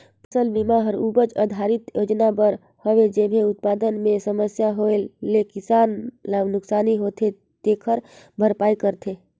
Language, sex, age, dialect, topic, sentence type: Chhattisgarhi, female, 25-30, Northern/Bhandar, banking, statement